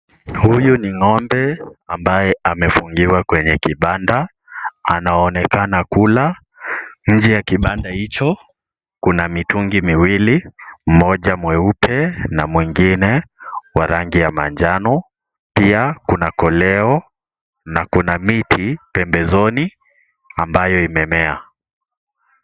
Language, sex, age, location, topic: Swahili, male, 18-24, Kisii, agriculture